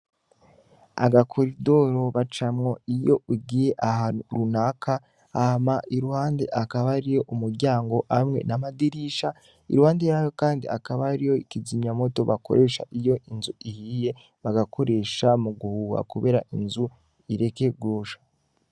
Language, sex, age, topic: Rundi, male, 18-24, education